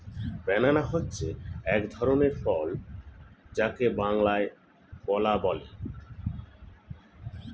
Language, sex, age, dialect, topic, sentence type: Bengali, male, 41-45, Standard Colloquial, agriculture, statement